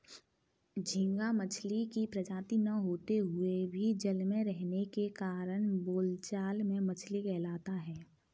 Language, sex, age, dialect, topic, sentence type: Hindi, female, 18-24, Kanauji Braj Bhasha, agriculture, statement